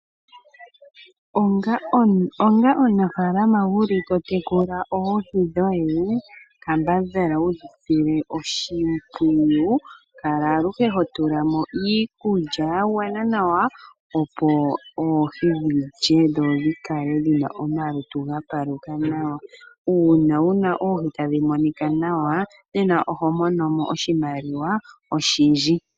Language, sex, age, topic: Oshiwambo, female, 18-24, agriculture